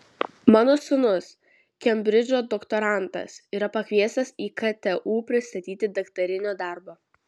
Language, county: Lithuanian, Vilnius